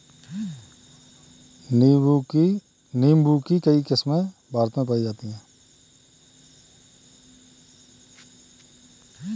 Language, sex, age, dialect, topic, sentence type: Hindi, male, 31-35, Kanauji Braj Bhasha, agriculture, statement